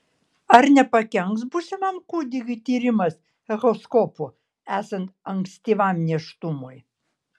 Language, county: Lithuanian, Kaunas